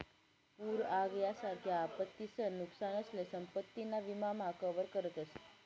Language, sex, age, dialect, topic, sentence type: Marathi, female, 18-24, Northern Konkan, banking, statement